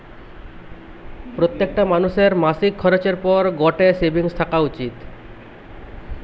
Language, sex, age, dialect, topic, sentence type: Bengali, male, 25-30, Western, banking, statement